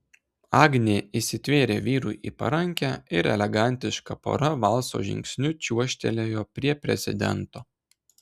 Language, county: Lithuanian, Klaipėda